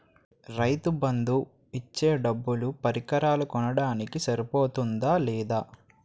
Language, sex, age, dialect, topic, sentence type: Telugu, male, 18-24, Utterandhra, agriculture, question